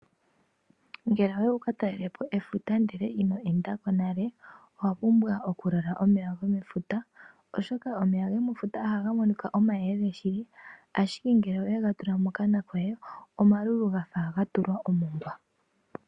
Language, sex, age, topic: Oshiwambo, female, 25-35, finance